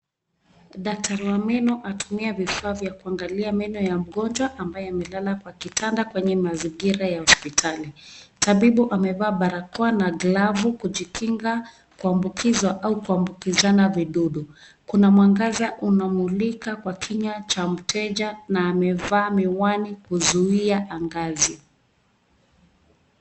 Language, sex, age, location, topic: Swahili, female, 36-49, Nairobi, health